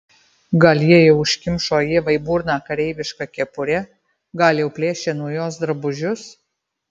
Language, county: Lithuanian, Marijampolė